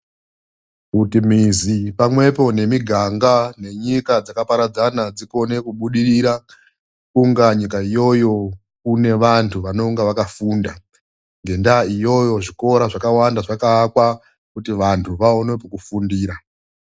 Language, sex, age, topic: Ndau, male, 36-49, education